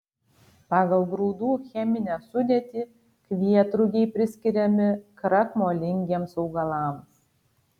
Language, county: Lithuanian, Kaunas